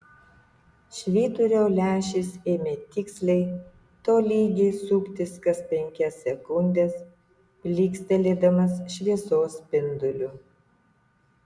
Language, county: Lithuanian, Utena